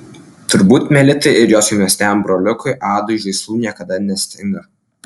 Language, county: Lithuanian, Klaipėda